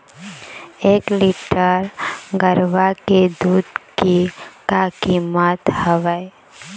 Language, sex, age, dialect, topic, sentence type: Chhattisgarhi, female, 18-24, Eastern, agriculture, question